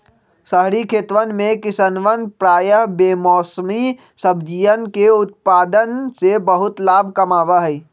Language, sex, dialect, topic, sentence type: Magahi, male, Western, agriculture, statement